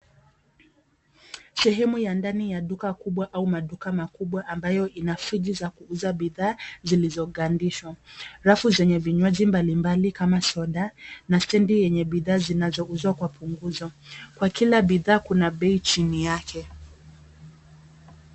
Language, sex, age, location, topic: Swahili, female, 25-35, Nairobi, finance